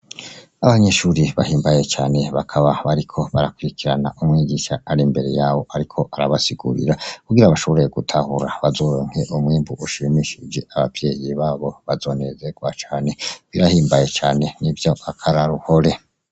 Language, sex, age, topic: Rundi, male, 25-35, education